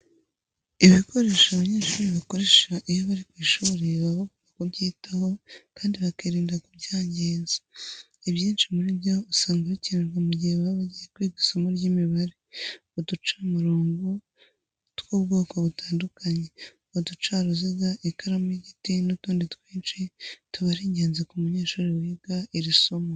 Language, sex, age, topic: Kinyarwanda, female, 25-35, education